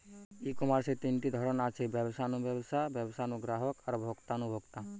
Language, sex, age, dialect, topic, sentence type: Bengali, male, 18-24, Western, agriculture, statement